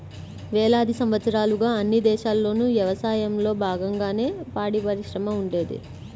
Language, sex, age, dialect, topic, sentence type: Telugu, male, 25-30, Central/Coastal, agriculture, statement